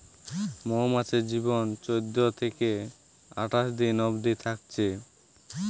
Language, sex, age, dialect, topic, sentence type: Bengali, male, 18-24, Western, agriculture, statement